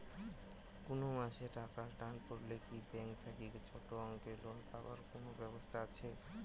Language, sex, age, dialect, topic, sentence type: Bengali, male, 18-24, Rajbangshi, banking, question